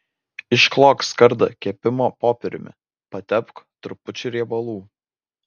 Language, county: Lithuanian, Vilnius